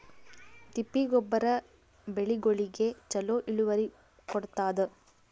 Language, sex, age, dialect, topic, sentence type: Kannada, female, 18-24, Northeastern, agriculture, question